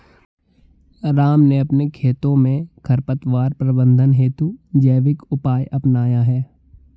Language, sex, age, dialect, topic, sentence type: Hindi, male, 18-24, Hindustani Malvi Khadi Boli, agriculture, statement